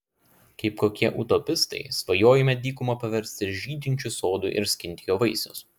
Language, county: Lithuanian, Klaipėda